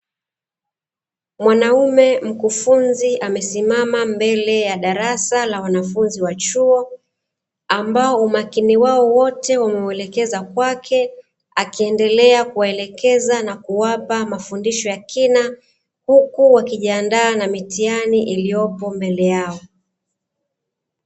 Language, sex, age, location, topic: Swahili, female, 36-49, Dar es Salaam, education